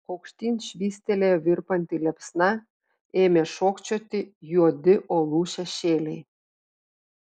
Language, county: Lithuanian, Telšiai